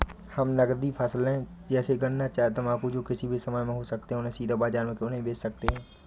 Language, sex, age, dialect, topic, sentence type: Hindi, male, 25-30, Awadhi Bundeli, agriculture, question